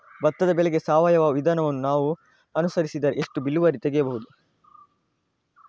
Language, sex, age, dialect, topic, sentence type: Kannada, male, 25-30, Coastal/Dakshin, agriculture, question